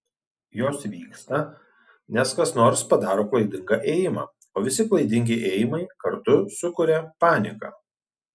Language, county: Lithuanian, Šiauliai